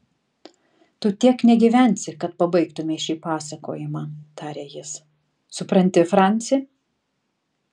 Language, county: Lithuanian, Tauragė